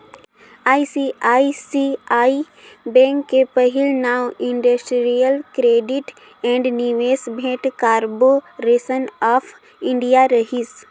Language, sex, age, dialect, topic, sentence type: Chhattisgarhi, female, 18-24, Northern/Bhandar, banking, statement